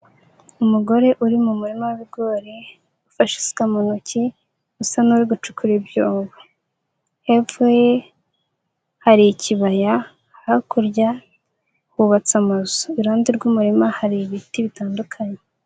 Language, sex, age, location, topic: Kinyarwanda, female, 18-24, Huye, agriculture